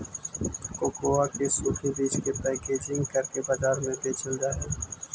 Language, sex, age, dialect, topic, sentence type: Magahi, male, 18-24, Central/Standard, agriculture, statement